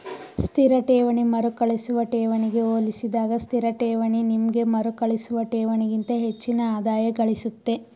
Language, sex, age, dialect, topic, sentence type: Kannada, female, 18-24, Mysore Kannada, banking, statement